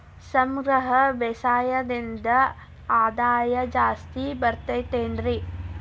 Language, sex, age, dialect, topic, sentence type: Kannada, female, 18-24, Dharwad Kannada, agriculture, question